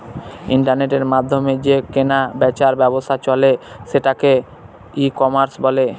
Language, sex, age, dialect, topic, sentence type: Bengali, male, <18, Northern/Varendri, agriculture, statement